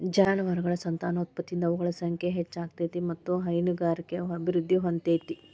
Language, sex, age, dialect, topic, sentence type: Kannada, female, 36-40, Dharwad Kannada, agriculture, statement